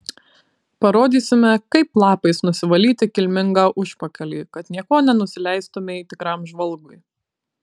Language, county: Lithuanian, Kaunas